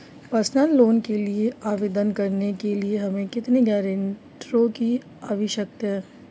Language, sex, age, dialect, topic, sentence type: Hindi, female, 25-30, Marwari Dhudhari, banking, question